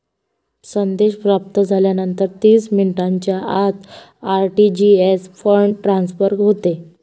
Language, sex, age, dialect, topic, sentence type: Marathi, female, 41-45, Varhadi, banking, statement